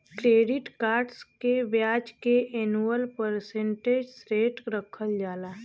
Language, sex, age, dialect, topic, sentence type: Bhojpuri, female, 25-30, Western, banking, statement